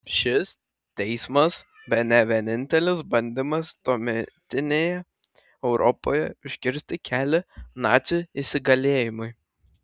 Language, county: Lithuanian, Šiauliai